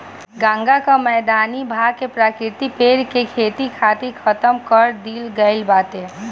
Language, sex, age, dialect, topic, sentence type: Bhojpuri, female, 18-24, Northern, agriculture, statement